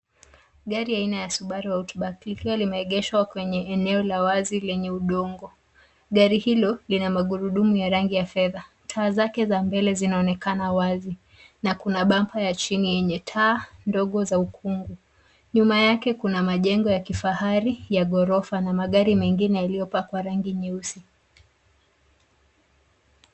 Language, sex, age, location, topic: Swahili, female, 25-35, Nairobi, finance